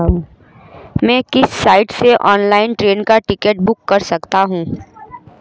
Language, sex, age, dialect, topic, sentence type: Hindi, female, 25-30, Marwari Dhudhari, banking, question